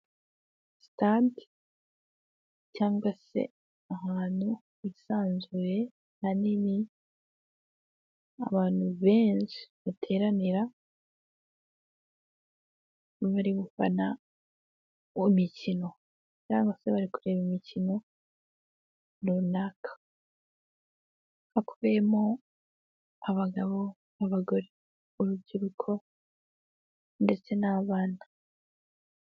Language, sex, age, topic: Kinyarwanda, male, 18-24, government